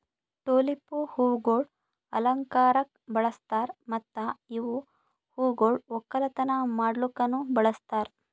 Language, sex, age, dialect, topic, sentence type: Kannada, female, 31-35, Northeastern, agriculture, statement